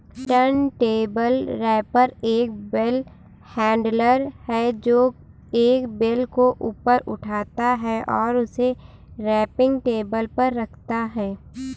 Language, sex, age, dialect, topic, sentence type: Hindi, female, 18-24, Kanauji Braj Bhasha, agriculture, statement